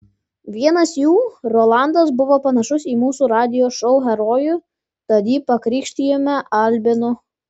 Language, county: Lithuanian, Vilnius